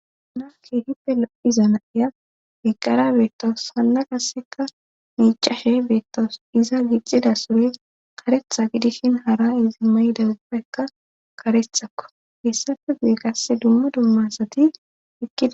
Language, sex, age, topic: Gamo, female, 18-24, government